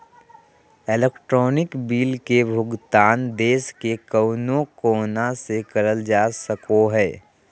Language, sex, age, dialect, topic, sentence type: Magahi, male, 31-35, Southern, banking, statement